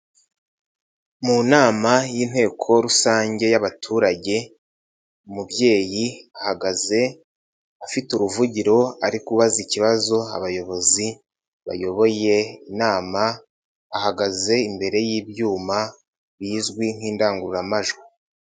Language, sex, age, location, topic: Kinyarwanda, male, 18-24, Nyagatare, government